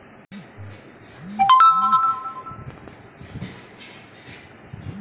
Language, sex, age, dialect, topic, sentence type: Telugu, male, 56-60, Central/Coastal, banking, statement